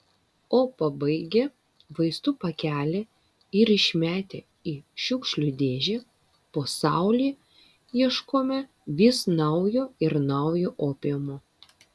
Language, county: Lithuanian, Vilnius